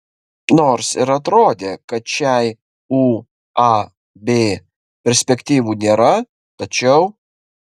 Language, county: Lithuanian, Kaunas